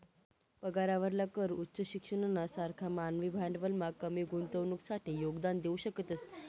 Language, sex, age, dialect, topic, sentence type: Marathi, female, 18-24, Northern Konkan, banking, statement